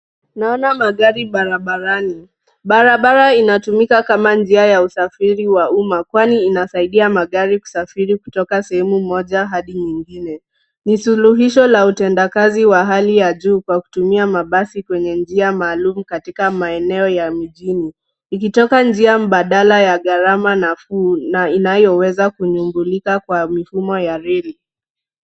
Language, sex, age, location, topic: Swahili, female, 36-49, Nairobi, government